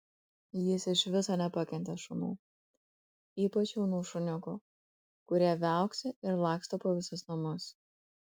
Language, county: Lithuanian, Kaunas